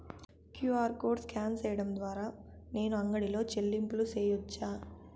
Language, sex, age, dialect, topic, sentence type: Telugu, female, 18-24, Southern, banking, question